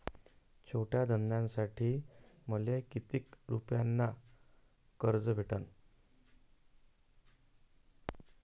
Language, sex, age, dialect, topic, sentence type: Marathi, male, 31-35, Varhadi, banking, question